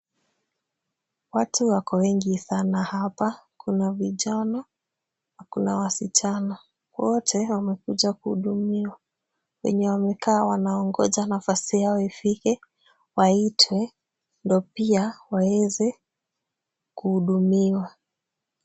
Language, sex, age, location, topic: Swahili, female, 18-24, Kisumu, government